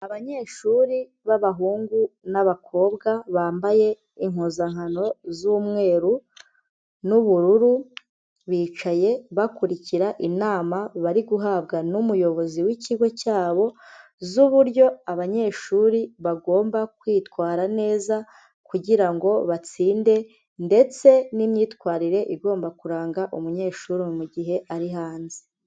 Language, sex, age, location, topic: Kinyarwanda, female, 25-35, Huye, education